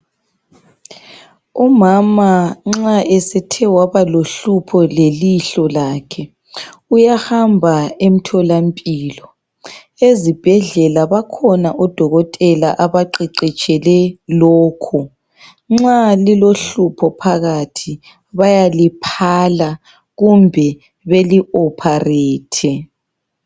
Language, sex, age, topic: North Ndebele, male, 36-49, health